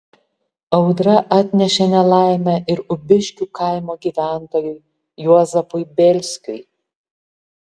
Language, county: Lithuanian, Alytus